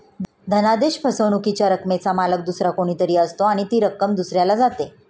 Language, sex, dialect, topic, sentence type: Marathi, female, Standard Marathi, banking, statement